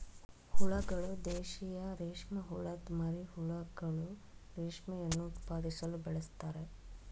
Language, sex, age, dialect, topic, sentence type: Kannada, female, 36-40, Mysore Kannada, agriculture, statement